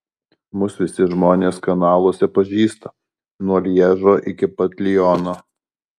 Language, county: Lithuanian, Alytus